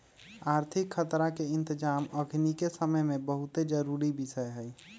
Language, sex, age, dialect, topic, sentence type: Magahi, male, 25-30, Western, banking, statement